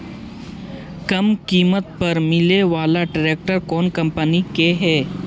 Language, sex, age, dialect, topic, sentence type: Magahi, male, 18-24, Central/Standard, agriculture, question